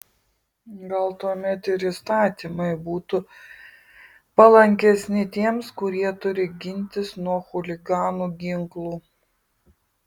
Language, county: Lithuanian, Kaunas